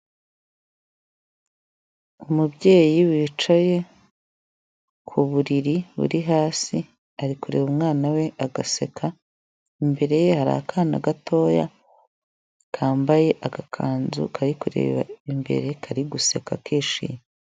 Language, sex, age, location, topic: Kinyarwanda, female, 25-35, Huye, health